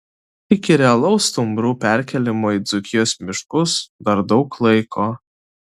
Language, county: Lithuanian, Vilnius